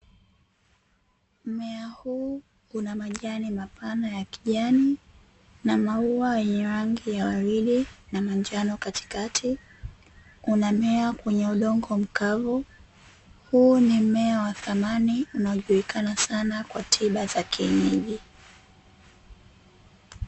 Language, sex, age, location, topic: Swahili, female, 18-24, Dar es Salaam, health